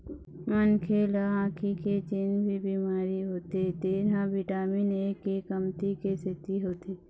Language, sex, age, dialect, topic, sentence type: Chhattisgarhi, female, 51-55, Eastern, agriculture, statement